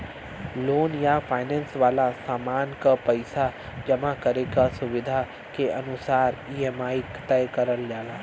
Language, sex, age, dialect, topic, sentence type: Bhojpuri, male, 31-35, Western, banking, statement